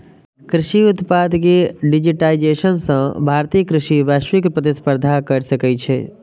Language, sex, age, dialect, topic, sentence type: Maithili, male, 25-30, Eastern / Thethi, agriculture, statement